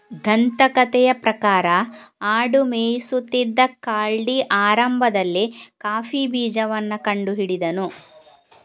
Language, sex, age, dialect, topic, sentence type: Kannada, female, 41-45, Coastal/Dakshin, agriculture, statement